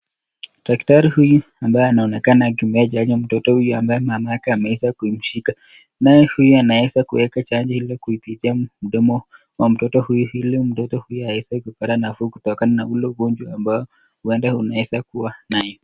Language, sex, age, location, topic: Swahili, male, 36-49, Nakuru, health